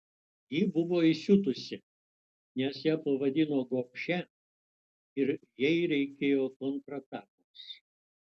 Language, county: Lithuanian, Utena